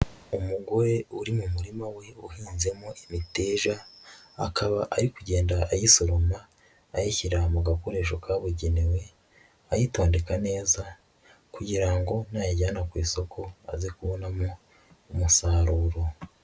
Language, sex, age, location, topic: Kinyarwanda, male, 25-35, Huye, agriculture